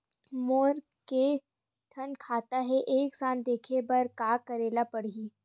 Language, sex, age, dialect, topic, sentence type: Chhattisgarhi, female, 18-24, Western/Budati/Khatahi, banking, question